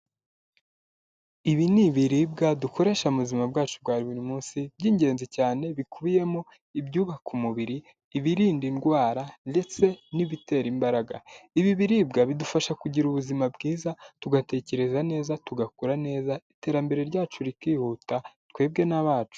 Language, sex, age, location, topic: Kinyarwanda, male, 18-24, Huye, health